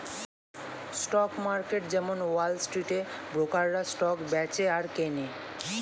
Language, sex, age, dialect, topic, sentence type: Bengali, male, 18-24, Standard Colloquial, banking, statement